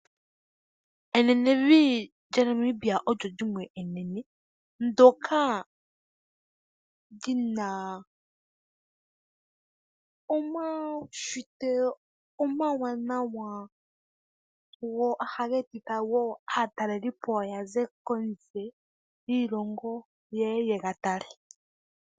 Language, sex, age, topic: Oshiwambo, female, 18-24, agriculture